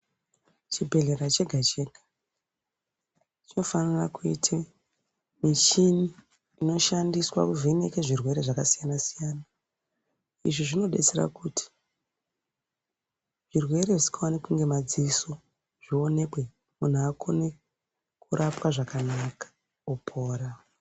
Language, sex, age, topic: Ndau, female, 36-49, health